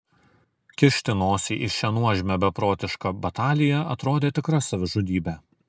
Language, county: Lithuanian, Kaunas